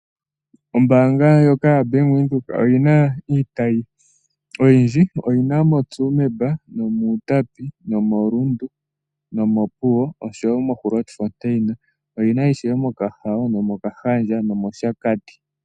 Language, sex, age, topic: Oshiwambo, female, 18-24, finance